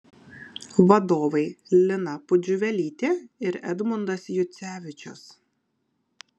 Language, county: Lithuanian, Kaunas